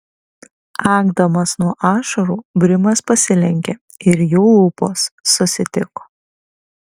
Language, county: Lithuanian, Kaunas